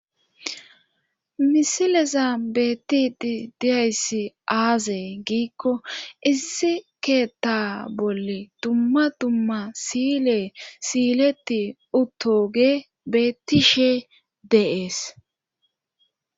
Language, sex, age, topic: Gamo, female, 25-35, government